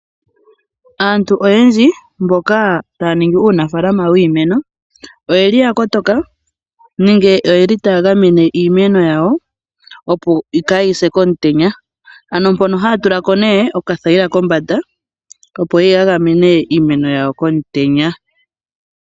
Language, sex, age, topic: Oshiwambo, female, 25-35, agriculture